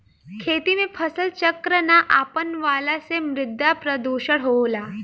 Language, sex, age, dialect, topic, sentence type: Bhojpuri, female, 18-24, Southern / Standard, agriculture, statement